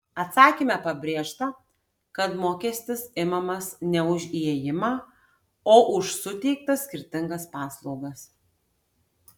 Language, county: Lithuanian, Tauragė